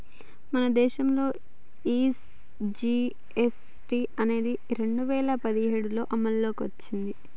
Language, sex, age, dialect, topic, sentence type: Telugu, female, 25-30, Telangana, banking, statement